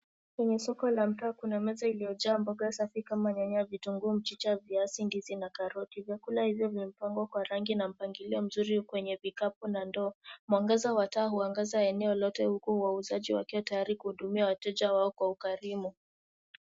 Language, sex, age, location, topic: Swahili, female, 18-24, Nairobi, finance